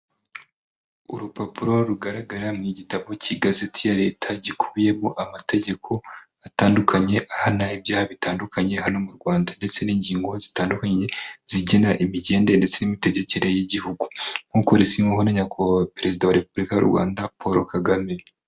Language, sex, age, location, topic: Kinyarwanda, male, 25-35, Kigali, government